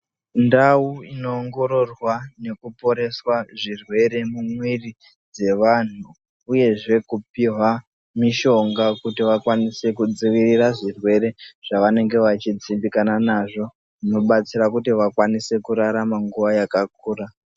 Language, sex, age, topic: Ndau, male, 25-35, health